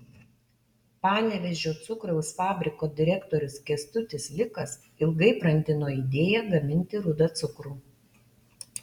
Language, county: Lithuanian, Alytus